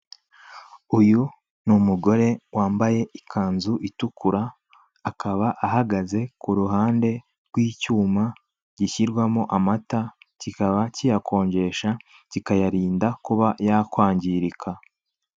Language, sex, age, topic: Kinyarwanda, male, 18-24, finance